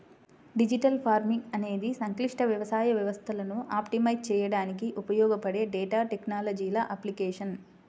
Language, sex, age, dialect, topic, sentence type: Telugu, female, 25-30, Central/Coastal, agriculture, statement